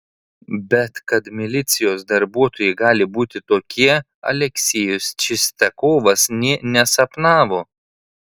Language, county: Lithuanian, Tauragė